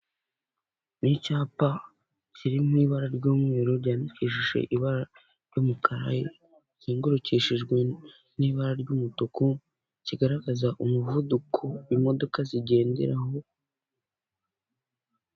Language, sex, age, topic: Kinyarwanda, male, 25-35, government